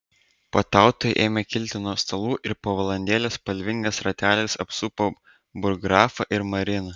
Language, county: Lithuanian, Vilnius